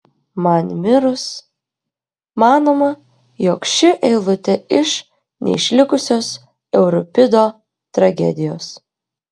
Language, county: Lithuanian, Klaipėda